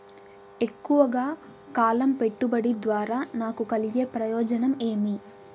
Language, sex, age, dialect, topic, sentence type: Telugu, female, 18-24, Southern, banking, question